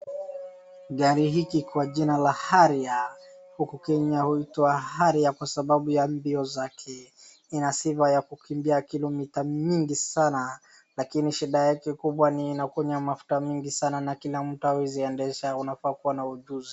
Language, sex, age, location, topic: Swahili, female, 36-49, Wajir, finance